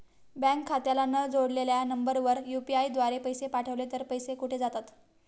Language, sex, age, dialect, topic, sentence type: Marathi, female, 60-100, Standard Marathi, banking, question